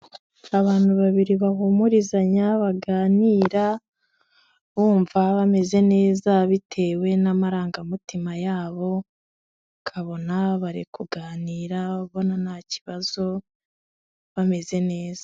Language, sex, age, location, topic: Kinyarwanda, female, 25-35, Kigali, health